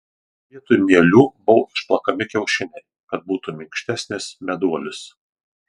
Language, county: Lithuanian, Marijampolė